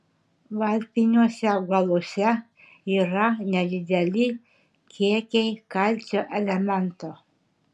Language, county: Lithuanian, Šiauliai